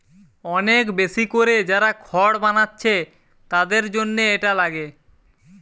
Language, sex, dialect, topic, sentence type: Bengali, male, Western, agriculture, statement